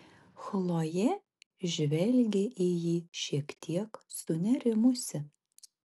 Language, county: Lithuanian, Marijampolė